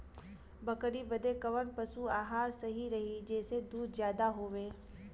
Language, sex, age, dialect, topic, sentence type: Bhojpuri, female, 31-35, Western, agriculture, question